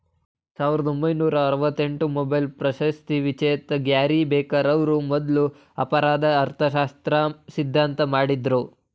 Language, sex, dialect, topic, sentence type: Kannada, male, Mysore Kannada, banking, statement